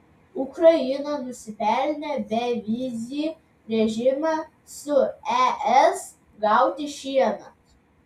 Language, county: Lithuanian, Vilnius